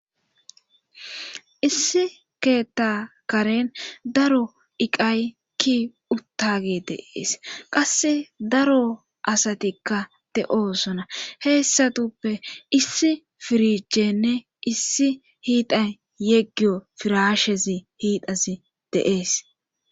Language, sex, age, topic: Gamo, female, 25-35, government